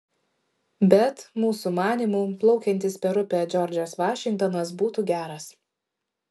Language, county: Lithuanian, Šiauliai